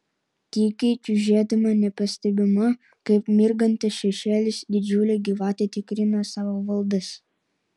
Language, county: Lithuanian, Utena